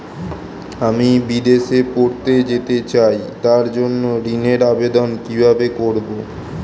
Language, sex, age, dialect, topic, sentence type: Bengali, male, 18-24, Standard Colloquial, banking, question